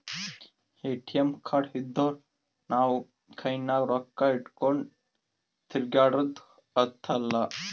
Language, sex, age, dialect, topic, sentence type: Kannada, male, 25-30, Northeastern, banking, statement